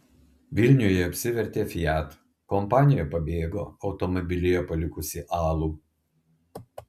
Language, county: Lithuanian, Klaipėda